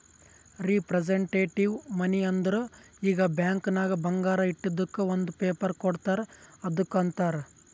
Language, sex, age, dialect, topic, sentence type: Kannada, male, 18-24, Northeastern, banking, statement